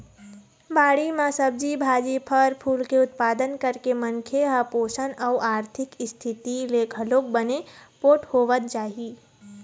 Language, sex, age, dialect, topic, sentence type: Chhattisgarhi, female, 60-100, Eastern, agriculture, statement